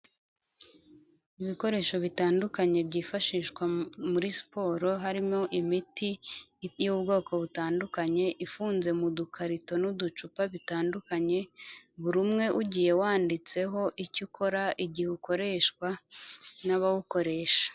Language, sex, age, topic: Kinyarwanda, female, 25-35, health